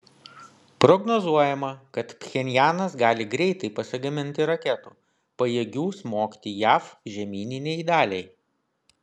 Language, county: Lithuanian, Vilnius